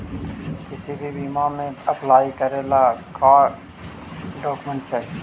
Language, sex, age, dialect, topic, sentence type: Magahi, male, 31-35, Central/Standard, banking, question